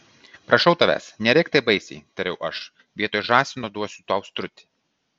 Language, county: Lithuanian, Vilnius